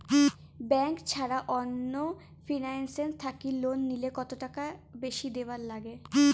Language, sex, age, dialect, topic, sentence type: Bengali, female, 18-24, Rajbangshi, banking, question